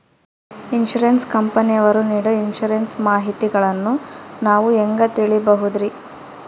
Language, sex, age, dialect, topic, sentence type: Kannada, female, 18-24, Central, banking, question